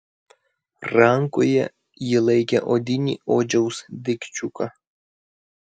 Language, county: Lithuanian, Vilnius